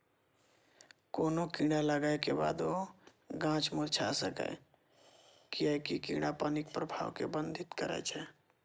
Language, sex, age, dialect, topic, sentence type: Maithili, female, 31-35, Eastern / Thethi, agriculture, statement